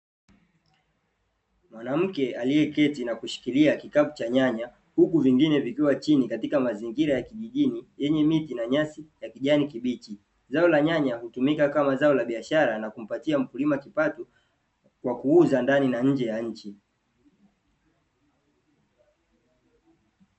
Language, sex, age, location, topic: Swahili, male, 18-24, Dar es Salaam, agriculture